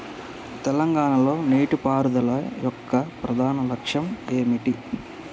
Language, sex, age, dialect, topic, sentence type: Telugu, male, 31-35, Telangana, agriculture, question